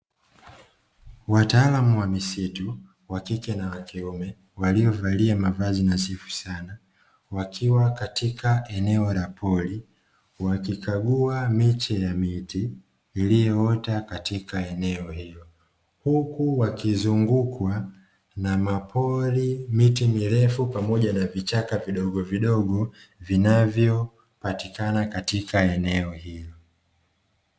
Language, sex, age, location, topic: Swahili, male, 25-35, Dar es Salaam, agriculture